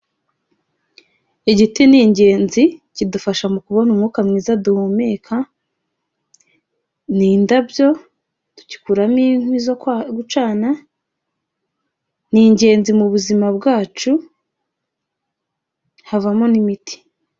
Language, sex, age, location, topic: Kinyarwanda, female, 25-35, Kigali, health